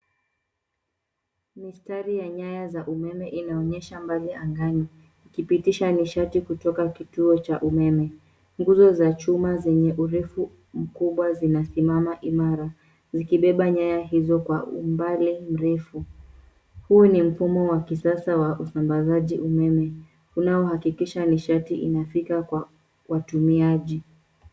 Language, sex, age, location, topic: Swahili, female, 18-24, Nairobi, government